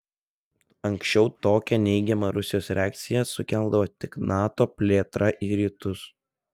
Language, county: Lithuanian, Telšiai